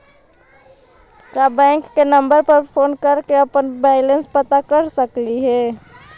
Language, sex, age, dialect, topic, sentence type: Magahi, female, 18-24, Central/Standard, banking, question